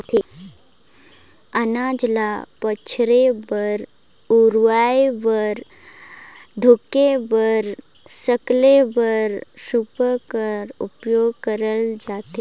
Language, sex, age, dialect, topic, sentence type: Chhattisgarhi, female, 31-35, Northern/Bhandar, agriculture, statement